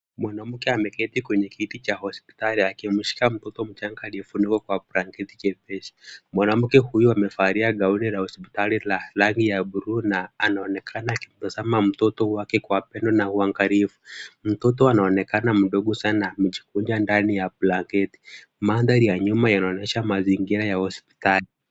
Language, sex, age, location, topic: Swahili, male, 18-24, Kisumu, health